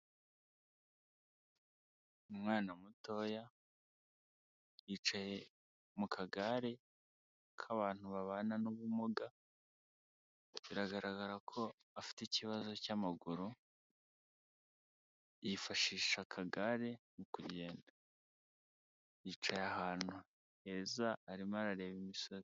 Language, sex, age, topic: Kinyarwanda, male, 25-35, health